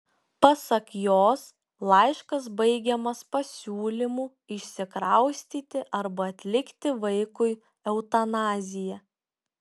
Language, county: Lithuanian, Šiauliai